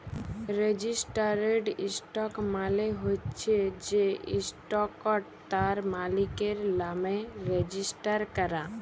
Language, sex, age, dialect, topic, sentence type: Bengali, female, 18-24, Jharkhandi, banking, statement